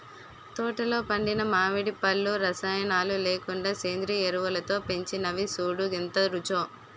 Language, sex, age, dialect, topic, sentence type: Telugu, female, 18-24, Utterandhra, agriculture, statement